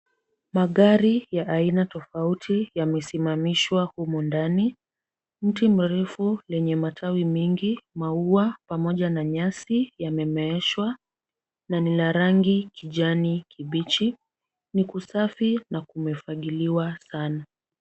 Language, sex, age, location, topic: Swahili, female, 36-49, Kisumu, finance